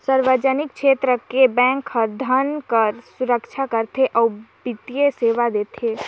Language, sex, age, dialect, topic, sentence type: Chhattisgarhi, female, 18-24, Northern/Bhandar, banking, statement